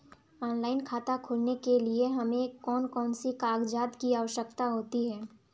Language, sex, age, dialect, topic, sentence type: Hindi, female, 18-24, Kanauji Braj Bhasha, banking, question